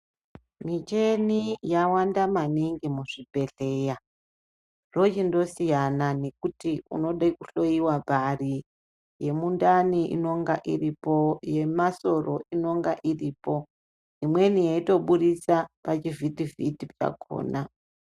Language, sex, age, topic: Ndau, female, 36-49, health